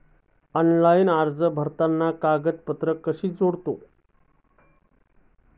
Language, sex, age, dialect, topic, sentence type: Marathi, male, 36-40, Standard Marathi, banking, question